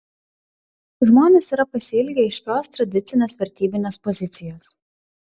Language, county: Lithuanian, Klaipėda